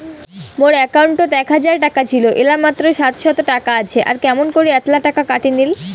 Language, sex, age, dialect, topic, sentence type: Bengali, female, 18-24, Rajbangshi, banking, question